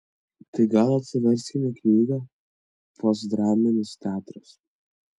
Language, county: Lithuanian, Vilnius